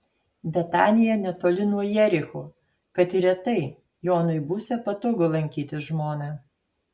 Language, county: Lithuanian, Alytus